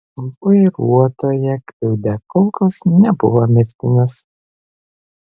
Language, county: Lithuanian, Vilnius